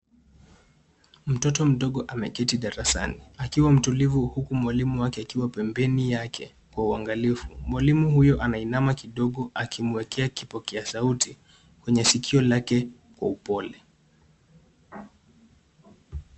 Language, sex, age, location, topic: Swahili, male, 18-24, Nairobi, education